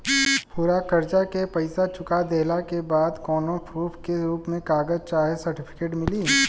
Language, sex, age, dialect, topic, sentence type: Bhojpuri, male, 18-24, Southern / Standard, banking, question